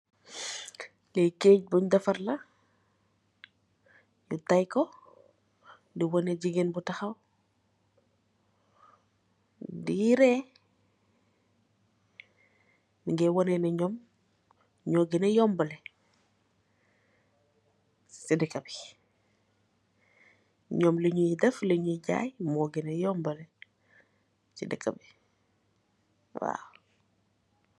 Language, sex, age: Wolof, female, 25-35